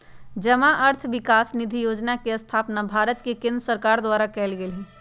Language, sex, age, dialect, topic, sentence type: Magahi, female, 56-60, Western, banking, statement